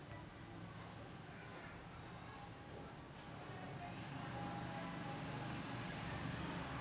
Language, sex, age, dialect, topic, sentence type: Marathi, female, 25-30, Varhadi, agriculture, statement